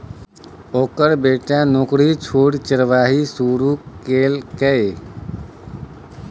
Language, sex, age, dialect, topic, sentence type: Maithili, male, 36-40, Bajjika, agriculture, statement